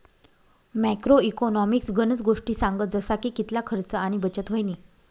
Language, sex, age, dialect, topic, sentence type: Marathi, female, 25-30, Northern Konkan, banking, statement